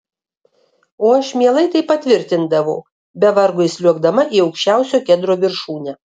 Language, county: Lithuanian, Kaunas